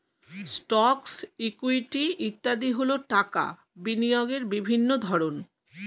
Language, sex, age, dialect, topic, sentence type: Bengali, female, 51-55, Standard Colloquial, banking, statement